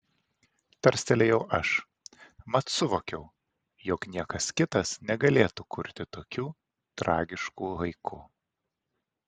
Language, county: Lithuanian, Vilnius